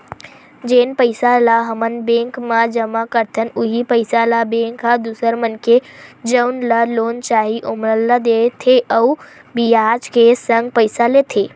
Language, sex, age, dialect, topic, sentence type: Chhattisgarhi, female, 25-30, Western/Budati/Khatahi, banking, statement